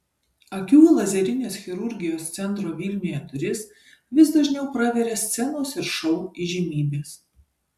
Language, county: Lithuanian, Kaunas